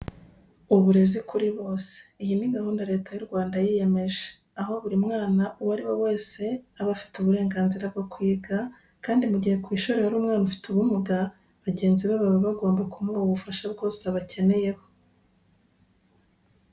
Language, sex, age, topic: Kinyarwanda, female, 36-49, education